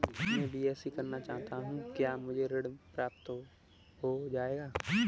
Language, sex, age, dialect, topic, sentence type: Hindi, male, 18-24, Kanauji Braj Bhasha, banking, question